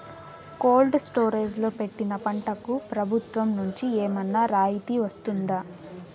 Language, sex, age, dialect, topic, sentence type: Telugu, female, 18-24, Southern, agriculture, question